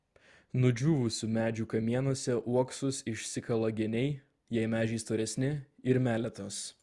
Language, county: Lithuanian, Vilnius